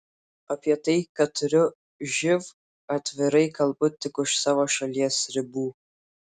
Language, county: Lithuanian, Klaipėda